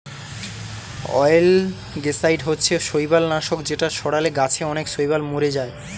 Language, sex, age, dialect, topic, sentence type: Bengali, male, 18-24, Northern/Varendri, agriculture, statement